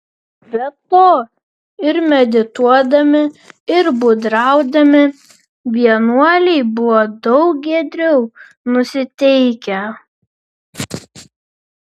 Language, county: Lithuanian, Vilnius